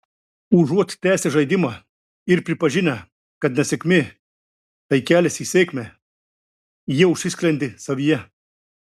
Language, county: Lithuanian, Klaipėda